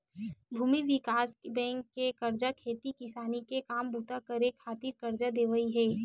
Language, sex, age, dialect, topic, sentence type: Chhattisgarhi, female, 25-30, Western/Budati/Khatahi, banking, statement